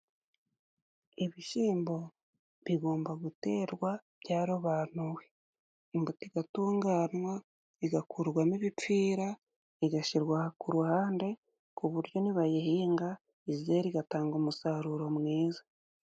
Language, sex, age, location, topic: Kinyarwanda, female, 25-35, Musanze, agriculture